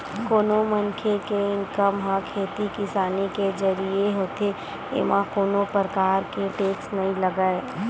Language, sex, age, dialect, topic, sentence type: Chhattisgarhi, female, 25-30, Western/Budati/Khatahi, banking, statement